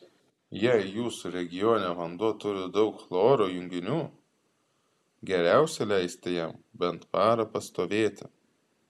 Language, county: Lithuanian, Klaipėda